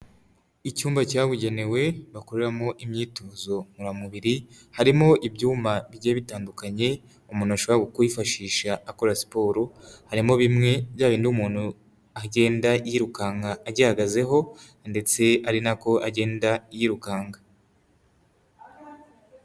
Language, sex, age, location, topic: Kinyarwanda, male, 18-24, Huye, health